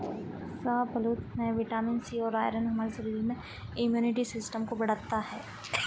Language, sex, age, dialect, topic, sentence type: Hindi, female, 25-30, Marwari Dhudhari, agriculture, statement